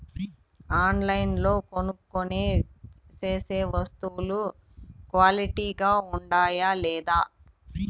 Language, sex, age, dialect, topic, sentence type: Telugu, female, 36-40, Southern, agriculture, question